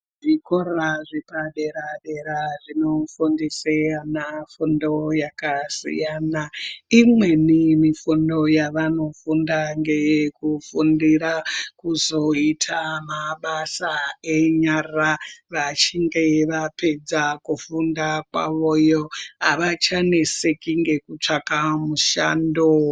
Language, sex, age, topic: Ndau, male, 18-24, education